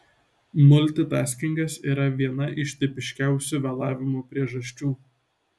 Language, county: Lithuanian, Šiauliai